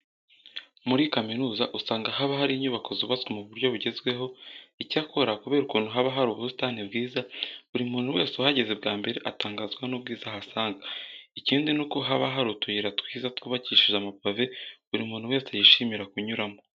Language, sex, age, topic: Kinyarwanda, male, 18-24, education